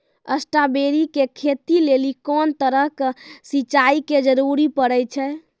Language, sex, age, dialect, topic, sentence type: Maithili, female, 18-24, Angika, agriculture, question